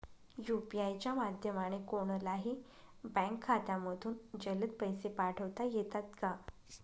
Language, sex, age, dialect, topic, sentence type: Marathi, female, 25-30, Northern Konkan, banking, question